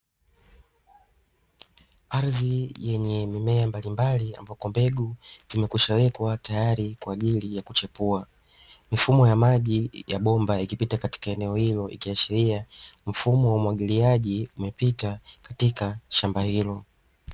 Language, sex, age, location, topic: Swahili, male, 25-35, Dar es Salaam, agriculture